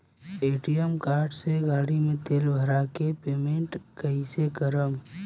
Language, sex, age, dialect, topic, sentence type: Bhojpuri, male, 18-24, Southern / Standard, banking, question